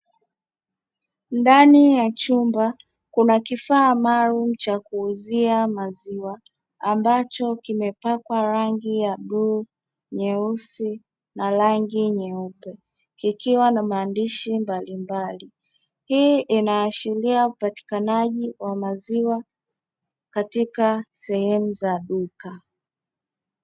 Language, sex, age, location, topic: Swahili, male, 36-49, Dar es Salaam, finance